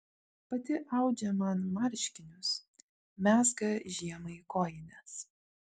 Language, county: Lithuanian, Vilnius